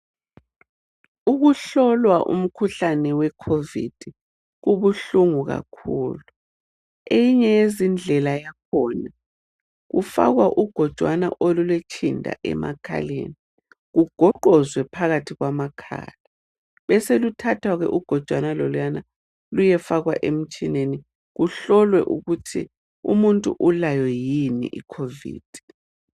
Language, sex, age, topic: North Ndebele, female, 36-49, health